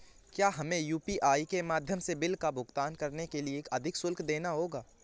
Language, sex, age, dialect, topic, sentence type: Hindi, male, 18-24, Awadhi Bundeli, banking, question